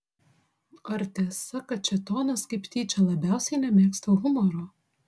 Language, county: Lithuanian, Vilnius